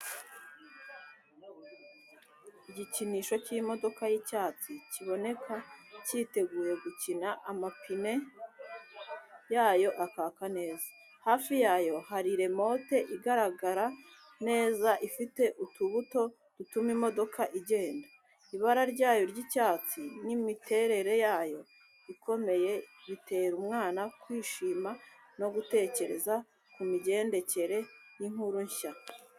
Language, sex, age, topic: Kinyarwanda, female, 36-49, education